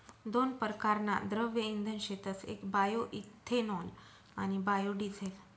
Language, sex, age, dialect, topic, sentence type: Marathi, female, 31-35, Northern Konkan, agriculture, statement